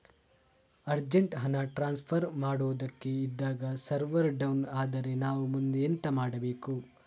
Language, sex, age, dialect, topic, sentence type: Kannada, male, 36-40, Coastal/Dakshin, banking, question